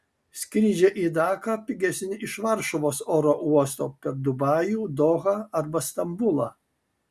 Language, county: Lithuanian, Kaunas